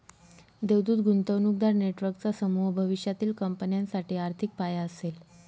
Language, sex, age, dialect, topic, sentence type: Marathi, female, 25-30, Northern Konkan, banking, statement